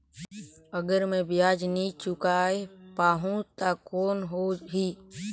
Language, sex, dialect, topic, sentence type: Chhattisgarhi, male, Northern/Bhandar, banking, question